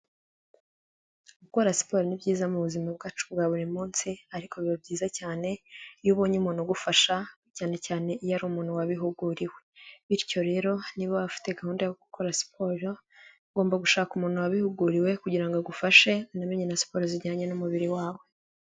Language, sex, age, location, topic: Kinyarwanda, female, 18-24, Kigali, health